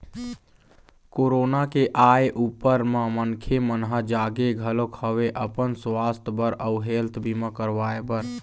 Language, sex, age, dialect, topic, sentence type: Chhattisgarhi, male, 18-24, Eastern, banking, statement